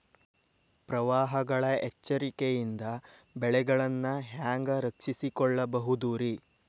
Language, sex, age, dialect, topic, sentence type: Kannada, male, 25-30, Dharwad Kannada, agriculture, question